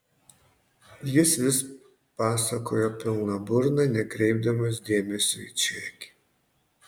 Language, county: Lithuanian, Panevėžys